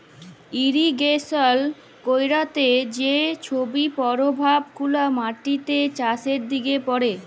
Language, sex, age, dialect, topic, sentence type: Bengali, female, 18-24, Jharkhandi, agriculture, statement